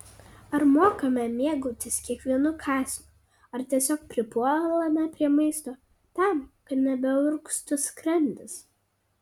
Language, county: Lithuanian, Kaunas